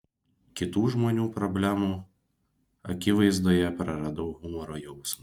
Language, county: Lithuanian, Kaunas